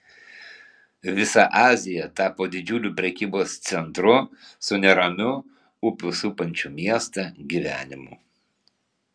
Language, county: Lithuanian, Kaunas